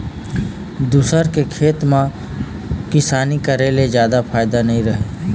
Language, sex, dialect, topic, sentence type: Chhattisgarhi, male, Eastern, agriculture, statement